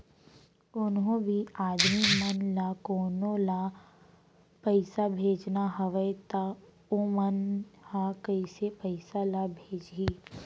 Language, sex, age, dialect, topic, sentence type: Chhattisgarhi, female, 18-24, Central, banking, question